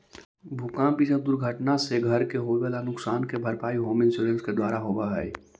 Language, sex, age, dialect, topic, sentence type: Magahi, male, 18-24, Central/Standard, banking, statement